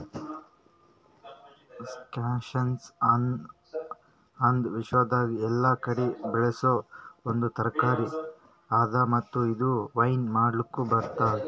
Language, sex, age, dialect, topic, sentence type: Kannada, female, 25-30, Northeastern, agriculture, statement